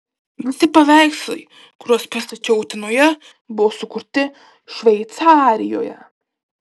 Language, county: Lithuanian, Klaipėda